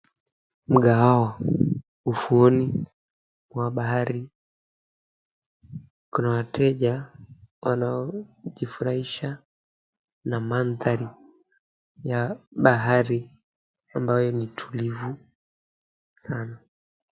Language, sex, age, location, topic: Swahili, male, 18-24, Mombasa, agriculture